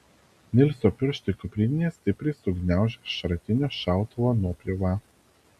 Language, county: Lithuanian, Vilnius